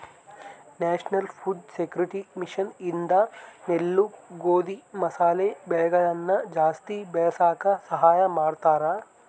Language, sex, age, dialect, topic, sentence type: Kannada, male, 18-24, Central, agriculture, statement